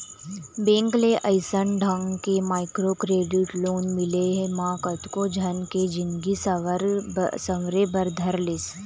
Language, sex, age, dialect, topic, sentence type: Chhattisgarhi, female, 18-24, Eastern, banking, statement